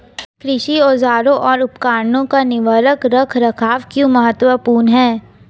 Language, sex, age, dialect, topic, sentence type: Hindi, female, 18-24, Hindustani Malvi Khadi Boli, agriculture, question